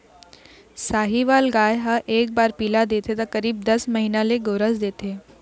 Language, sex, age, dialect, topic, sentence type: Chhattisgarhi, female, 18-24, Eastern, agriculture, statement